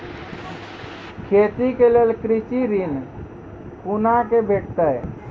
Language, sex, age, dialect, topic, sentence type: Maithili, male, 18-24, Angika, banking, question